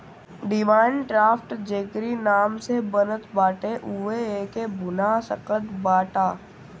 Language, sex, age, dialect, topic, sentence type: Bhojpuri, male, 60-100, Northern, banking, statement